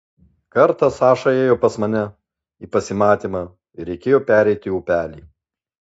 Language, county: Lithuanian, Alytus